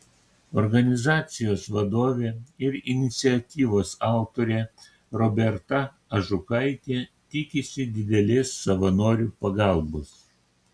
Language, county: Lithuanian, Kaunas